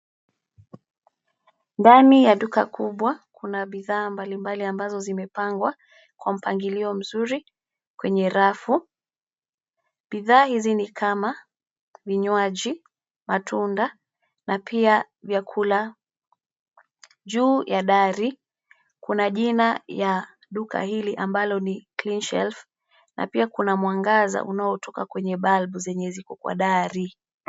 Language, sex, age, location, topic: Swahili, female, 25-35, Nairobi, finance